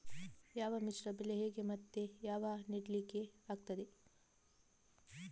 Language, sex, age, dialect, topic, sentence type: Kannada, female, 18-24, Coastal/Dakshin, agriculture, question